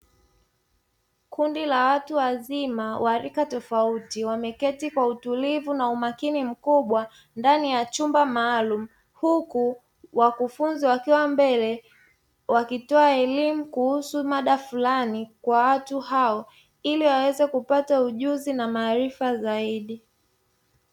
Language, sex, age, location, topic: Swahili, female, 25-35, Dar es Salaam, education